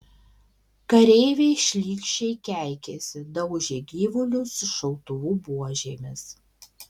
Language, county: Lithuanian, Alytus